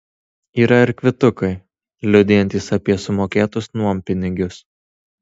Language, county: Lithuanian, Tauragė